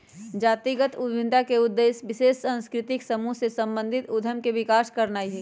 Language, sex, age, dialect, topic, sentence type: Magahi, female, 25-30, Western, banking, statement